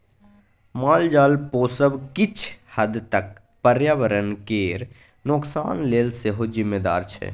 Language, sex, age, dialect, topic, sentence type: Maithili, male, 25-30, Bajjika, agriculture, statement